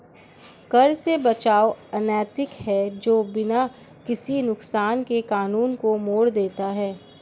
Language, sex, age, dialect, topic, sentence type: Hindi, female, 56-60, Marwari Dhudhari, banking, statement